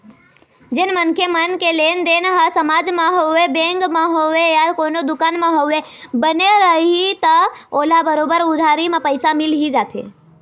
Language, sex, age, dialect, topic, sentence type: Chhattisgarhi, female, 18-24, Eastern, banking, statement